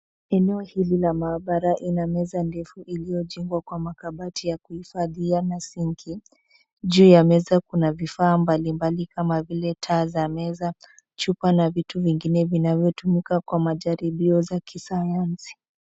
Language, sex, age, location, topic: Swahili, female, 25-35, Nairobi, education